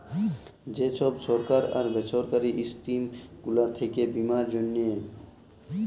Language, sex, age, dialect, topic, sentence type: Bengali, male, 18-24, Jharkhandi, banking, statement